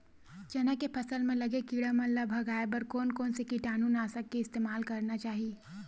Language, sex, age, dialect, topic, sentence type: Chhattisgarhi, female, 60-100, Western/Budati/Khatahi, agriculture, question